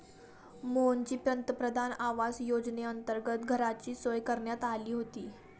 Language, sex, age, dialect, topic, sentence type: Marathi, female, 18-24, Standard Marathi, banking, statement